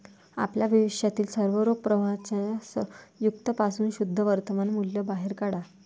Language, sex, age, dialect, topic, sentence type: Marathi, female, 41-45, Varhadi, banking, statement